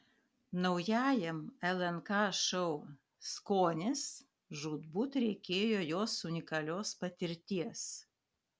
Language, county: Lithuanian, Panevėžys